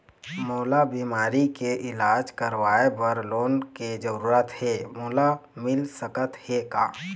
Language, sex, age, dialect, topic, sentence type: Chhattisgarhi, male, 25-30, Eastern, banking, question